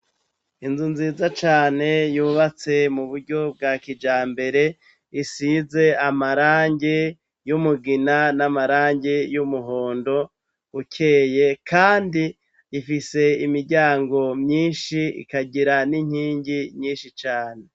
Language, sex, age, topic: Rundi, male, 36-49, education